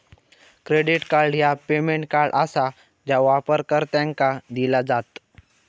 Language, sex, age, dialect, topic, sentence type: Marathi, male, 18-24, Southern Konkan, banking, statement